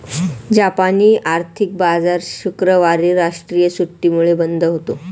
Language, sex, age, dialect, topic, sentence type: Marathi, male, 18-24, Northern Konkan, banking, statement